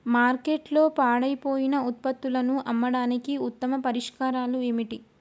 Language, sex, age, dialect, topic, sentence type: Telugu, female, 25-30, Telangana, agriculture, statement